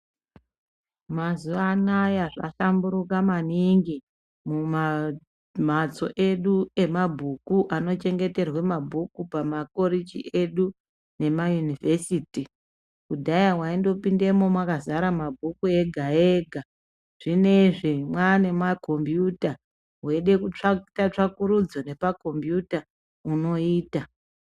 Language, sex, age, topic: Ndau, female, 25-35, education